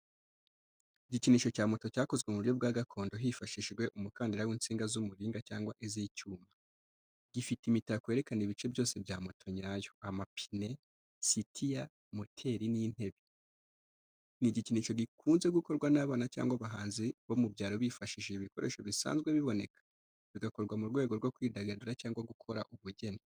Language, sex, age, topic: Kinyarwanda, male, 25-35, education